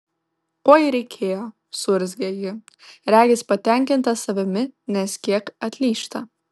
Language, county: Lithuanian, Vilnius